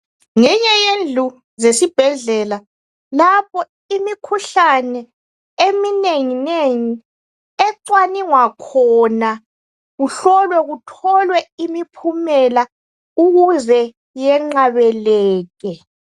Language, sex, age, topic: North Ndebele, female, 36-49, health